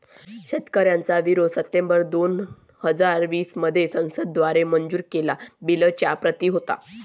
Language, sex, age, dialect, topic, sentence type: Marathi, female, 60-100, Varhadi, agriculture, statement